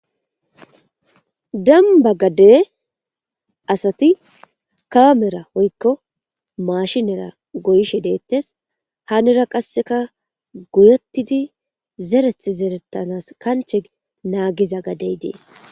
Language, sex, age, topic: Gamo, female, 18-24, agriculture